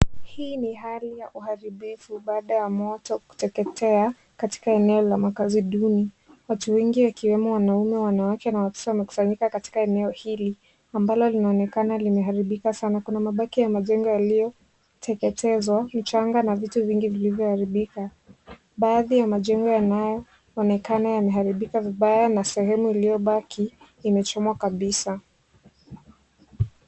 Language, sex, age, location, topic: Swahili, female, 18-24, Kisii, health